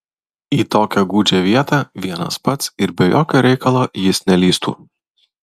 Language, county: Lithuanian, Vilnius